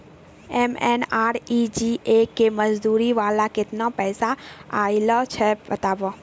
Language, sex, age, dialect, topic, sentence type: Maithili, female, 31-35, Angika, banking, question